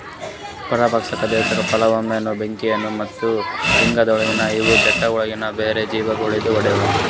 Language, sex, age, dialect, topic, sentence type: Kannada, male, 18-24, Northeastern, agriculture, statement